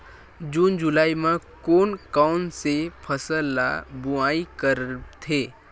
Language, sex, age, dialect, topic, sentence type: Chhattisgarhi, male, 18-24, Western/Budati/Khatahi, agriculture, question